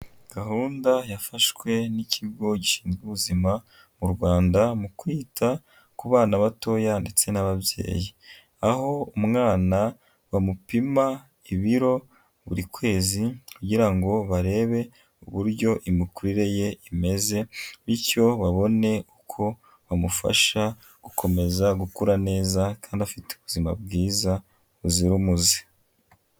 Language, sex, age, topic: Kinyarwanda, male, 25-35, health